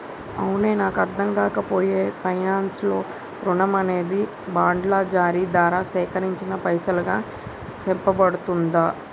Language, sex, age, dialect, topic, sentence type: Telugu, female, 25-30, Telangana, banking, statement